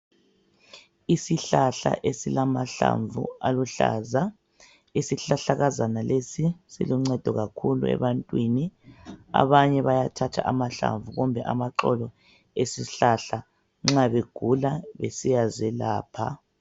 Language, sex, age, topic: North Ndebele, male, 36-49, health